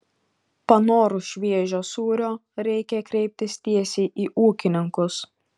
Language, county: Lithuanian, Šiauliai